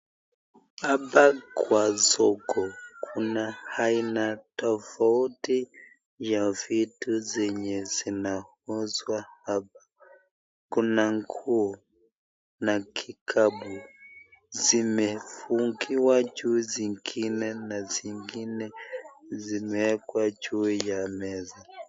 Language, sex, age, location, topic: Swahili, male, 36-49, Nakuru, finance